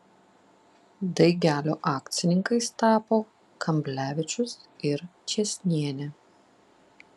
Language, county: Lithuanian, Klaipėda